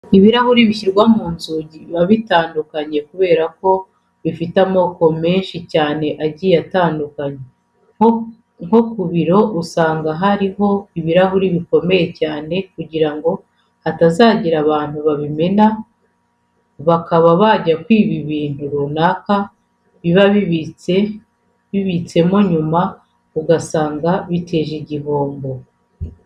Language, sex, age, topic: Kinyarwanda, female, 36-49, education